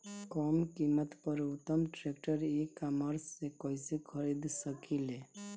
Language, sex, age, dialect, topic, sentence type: Bhojpuri, male, 25-30, Northern, agriculture, question